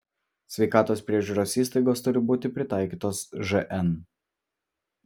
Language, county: Lithuanian, Vilnius